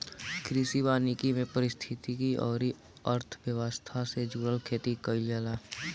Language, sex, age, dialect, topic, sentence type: Bhojpuri, male, 18-24, Northern, agriculture, statement